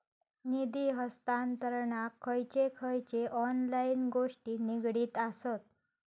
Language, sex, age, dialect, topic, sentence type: Marathi, female, 25-30, Southern Konkan, banking, question